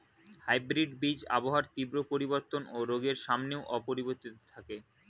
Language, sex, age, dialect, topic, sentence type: Bengali, male, 18-24, Standard Colloquial, agriculture, statement